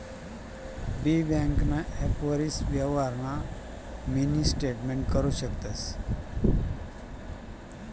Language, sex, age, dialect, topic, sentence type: Marathi, male, 56-60, Northern Konkan, banking, statement